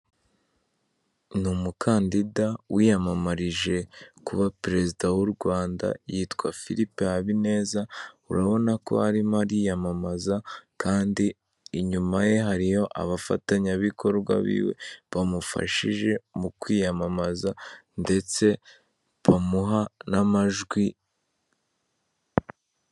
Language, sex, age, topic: Kinyarwanda, male, 18-24, government